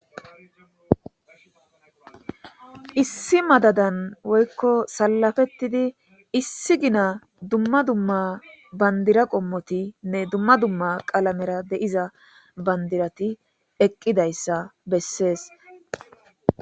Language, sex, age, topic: Gamo, female, 18-24, government